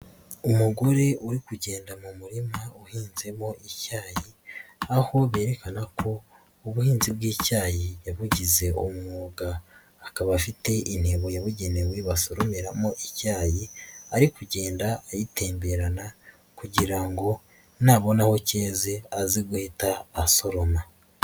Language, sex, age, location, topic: Kinyarwanda, female, 18-24, Nyagatare, agriculture